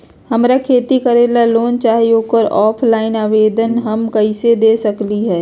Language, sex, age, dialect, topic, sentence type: Magahi, female, 31-35, Western, banking, question